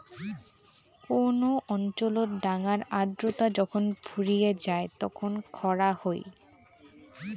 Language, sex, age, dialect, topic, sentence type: Bengali, female, 18-24, Rajbangshi, agriculture, statement